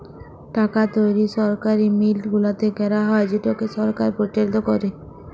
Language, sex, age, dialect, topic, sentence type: Bengali, female, 25-30, Jharkhandi, banking, statement